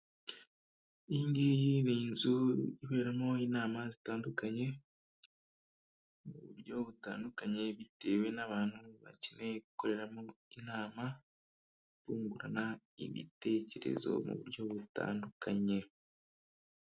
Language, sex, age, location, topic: Kinyarwanda, male, 25-35, Kigali, finance